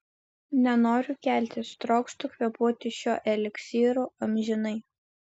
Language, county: Lithuanian, Vilnius